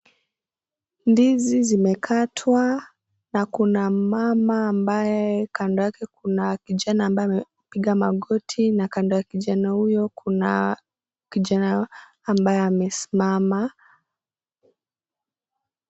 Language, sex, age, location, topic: Swahili, female, 18-24, Kisii, agriculture